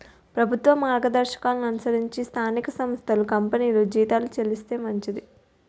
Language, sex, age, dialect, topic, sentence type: Telugu, female, 60-100, Utterandhra, banking, statement